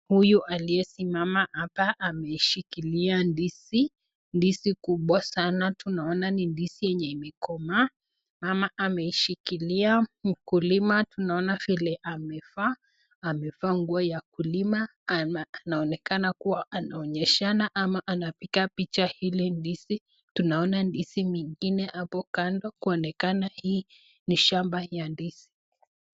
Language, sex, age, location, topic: Swahili, female, 25-35, Nakuru, agriculture